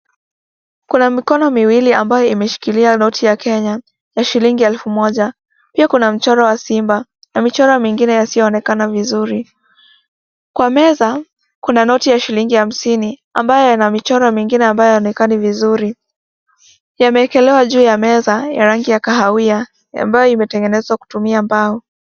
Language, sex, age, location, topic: Swahili, female, 18-24, Nakuru, finance